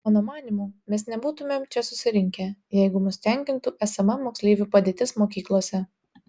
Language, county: Lithuanian, Telšiai